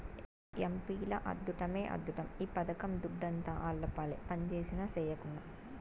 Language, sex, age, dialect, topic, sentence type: Telugu, female, 18-24, Southern, banking, statement